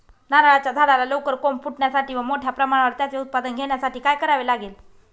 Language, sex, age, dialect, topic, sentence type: Marathi, female, 25-30, Northern Konkan, agriculture, question